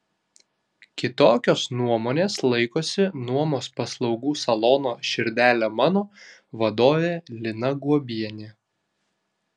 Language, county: Lithuanian, Vilnius